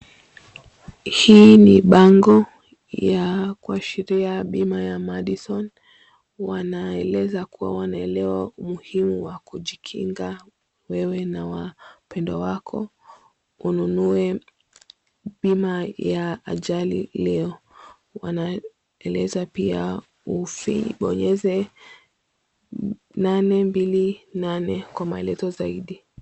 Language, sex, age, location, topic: Swahili, female, 25-35, Mombasa, finance